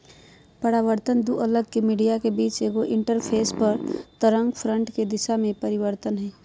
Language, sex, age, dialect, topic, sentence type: Magahi, female, 31-35, Southern, banking, statement